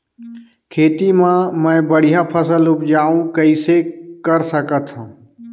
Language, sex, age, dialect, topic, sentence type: Chhattisgarhi, male, 31-35, Northern/Bhandar, agriculture, question